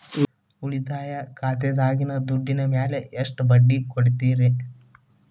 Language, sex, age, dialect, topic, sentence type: Kannada, male, 18-24, Dharwad Kannada, banking, question